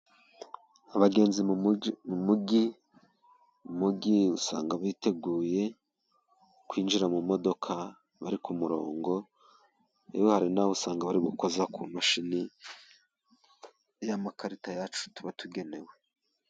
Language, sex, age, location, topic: Kinyarwanda, male, 36-49, Musanze, government